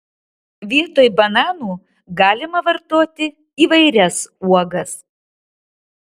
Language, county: Lithuanian, Marijampolė